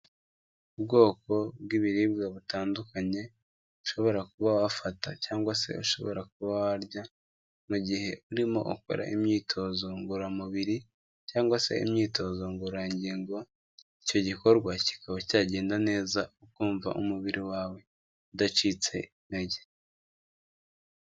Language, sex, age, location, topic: Kinyarwanda, female, 25-35, Kigali, health